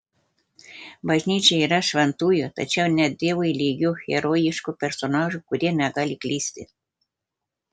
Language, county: Lithuanian, Telšiai